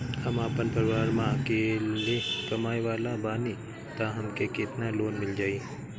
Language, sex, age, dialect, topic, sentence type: Bhojpuri, male, 31-35, Northern, banking, question